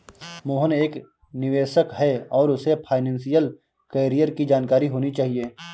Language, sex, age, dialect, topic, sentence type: Hindi, male, 25-30, Awadhi Bundeli, banking, statement